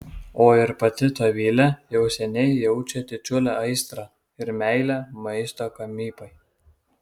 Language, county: Lithuanian, Kaunas